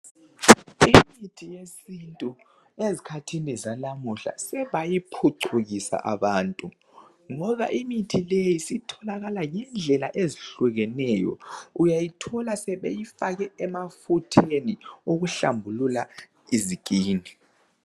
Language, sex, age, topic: North Ndebele, male, 18-24, health